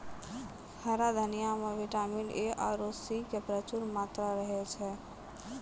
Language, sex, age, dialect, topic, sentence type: Maithili, female, 18-24, Angika, agriculture, statement